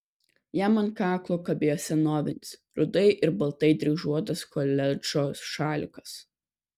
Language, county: Lithuanian, Kaunas